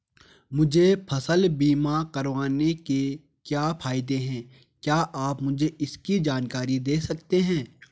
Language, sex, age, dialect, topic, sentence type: Hindi, male, 18-24, Garhwali, banking, question